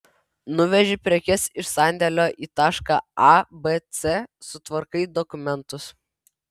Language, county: Lithuanian, Vilnius